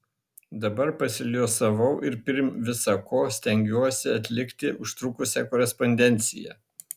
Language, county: Lithuanian, Šiauliai